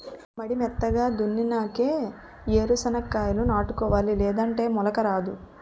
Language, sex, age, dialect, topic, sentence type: Telugu, female, 18-24, Utterandhra, agriculture, statement